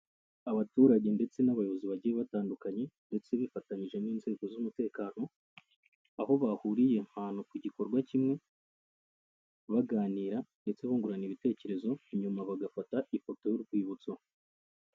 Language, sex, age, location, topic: Kinyarwanda, male, 25-35, Kigali, health